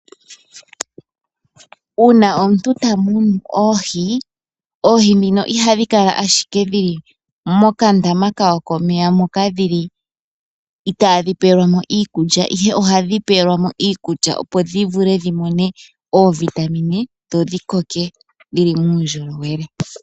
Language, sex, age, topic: Oshiwambo, female, 18-24, agriculture